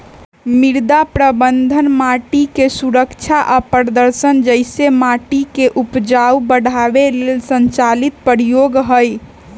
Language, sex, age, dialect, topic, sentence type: Magahi, female, 18-24, Western, agriculture, statement